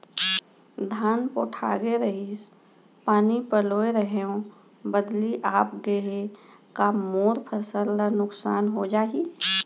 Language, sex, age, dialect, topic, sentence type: Chhattisgarhi, female, 41-45, Central, agriculture, question